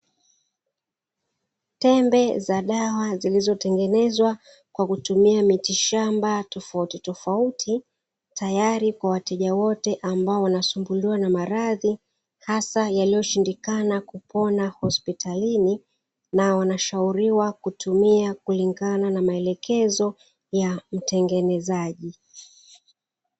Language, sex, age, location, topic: Swahili, female, 36-49, Dar es Salaam, health